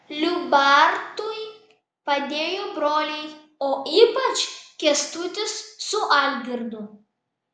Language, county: Lithuanian, Vilnius